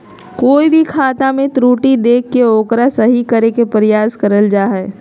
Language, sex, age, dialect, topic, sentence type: Magahi, female, 36-40, Southern, banking, statement